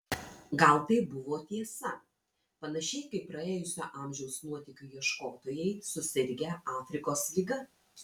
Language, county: Lithuanian, Vilnius